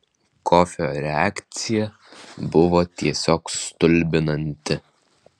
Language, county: Lithuanian, Alytus